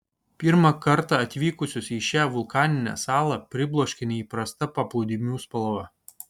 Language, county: Lithuanian, Kaunas